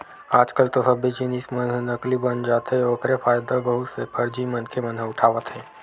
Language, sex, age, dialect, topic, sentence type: Chhattisgarhi, male, 51-55, Western/Budati/Khatahi, banking, statement